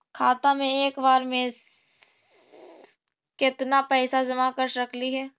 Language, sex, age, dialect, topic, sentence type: Magahi, female, 51-55, Central/Standard, banking, question